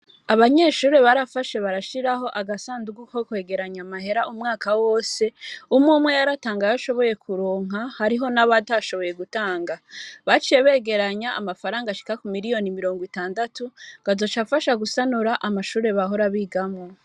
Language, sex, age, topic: Rundi, female, 25-35, education